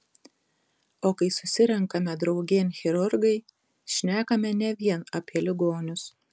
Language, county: Lithuanian, Tauragė